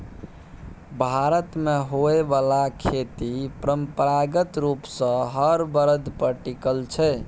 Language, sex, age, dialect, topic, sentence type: Maithili, male, 18-24, Bajjika, agriculture, statement